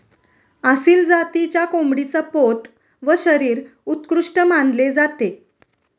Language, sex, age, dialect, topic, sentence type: Marathi, female, 31-35, Standard Marathi, agriculture, statement